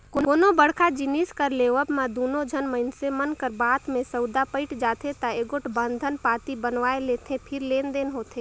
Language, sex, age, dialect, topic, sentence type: Chhattisgarhi, female, 18-24, Northern/Bhandar, banking, statement